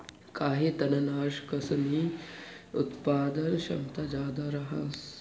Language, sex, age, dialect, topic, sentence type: Marathi, male, 18-24, Northern Konkan, agriculture, statement